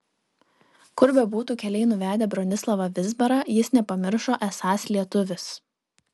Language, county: Lithuanian, Vilnius